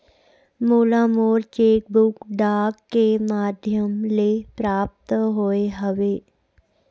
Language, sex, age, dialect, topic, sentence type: Chhattisgarhi, female, 56-60, Central, banking, statement